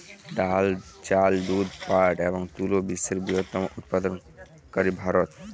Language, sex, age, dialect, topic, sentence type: Bengali, male, 31-35, Western, agriculture, statement